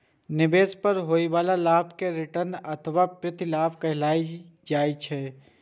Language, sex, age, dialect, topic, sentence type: Maithili, male, 18-24, Eastern / Thethi, banking, statement